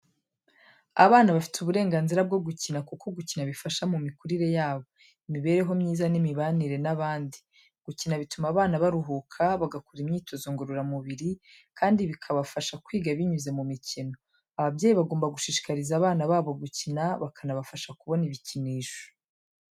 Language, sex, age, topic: Kinyarwanda, female, 25-35, education